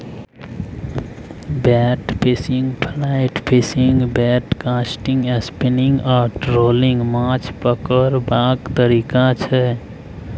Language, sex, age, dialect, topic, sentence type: Maithili, male, 18-24, Bajjika, agriculture, statement